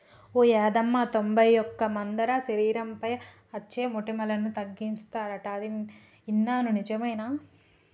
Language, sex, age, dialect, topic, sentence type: Telugu, female, 25-30, Telangana, agriculture, statement